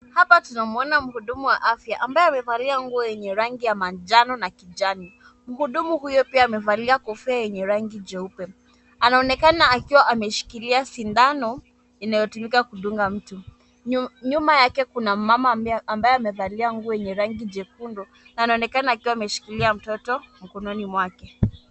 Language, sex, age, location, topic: Swahili, female, 18-24, Kisumu, health